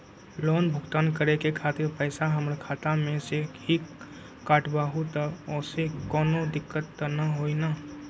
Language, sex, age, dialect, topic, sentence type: Magahi, male, 25-30, Western, banking, question